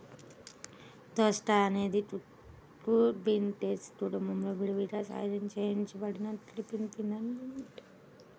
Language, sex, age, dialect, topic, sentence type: Telugu, female, 18-24, Central/Coastal, agriculture, statement